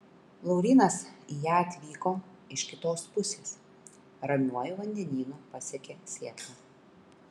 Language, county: Lithuanian, Kaunas